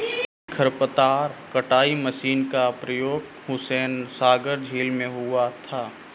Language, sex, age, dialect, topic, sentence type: Hindi, male, 60-100, Marwari Dhudhari, agriculture, statement